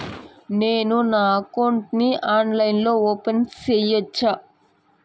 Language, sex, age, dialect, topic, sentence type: Telugu, female, 18-24, Southern, banking, question